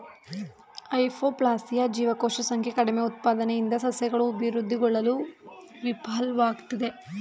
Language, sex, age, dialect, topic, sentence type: Kannada, female, 31-35, Mysore Kannada, agriculture, statement